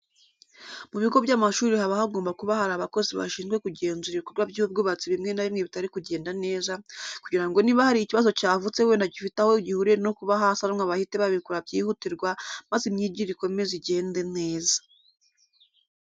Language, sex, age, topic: Kinyarwanda, female, 25-35, education